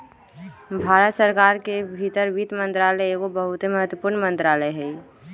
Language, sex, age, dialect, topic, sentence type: Magahi, female, 18-24, Western, banking, statement